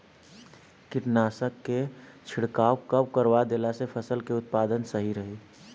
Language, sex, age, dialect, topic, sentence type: Bhojpuri, male, 18-24, Southern / Standard, agriculture, question